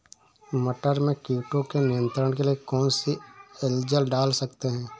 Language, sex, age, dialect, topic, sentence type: Hindi, male, 31-35, Awadhi Bundeli, agriculture, question